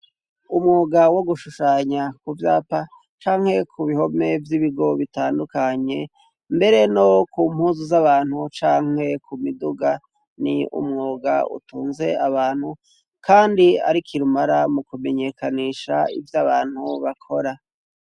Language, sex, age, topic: Rundi, male, 36-49, education